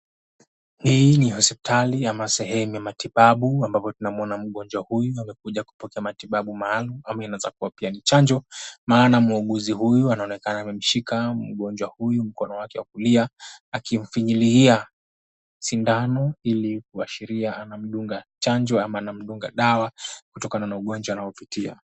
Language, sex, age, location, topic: Swahili, male, 18-24, Mombasa, health